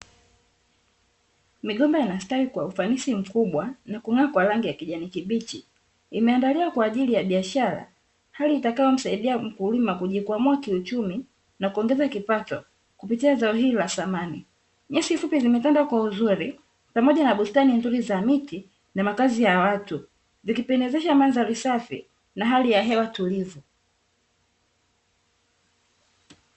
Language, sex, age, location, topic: Swahili, female, 36-49, Dar es Salaam, agriculture